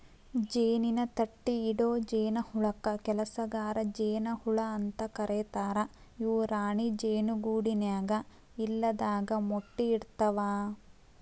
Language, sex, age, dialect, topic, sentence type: Kannada, female, 18-24, Dharwad Kannada, agriculture, statement